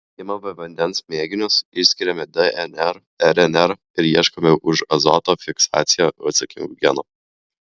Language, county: Lithuanian, Klaipėda